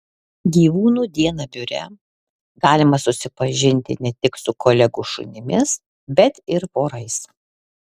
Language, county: Lithuanian, Alytus